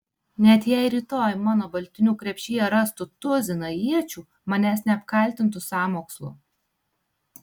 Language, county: Lithuanian, Tauragė